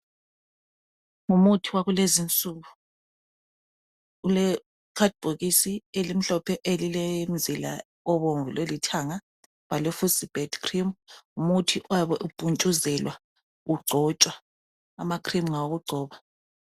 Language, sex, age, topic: North Ndebele, female, 25-35, health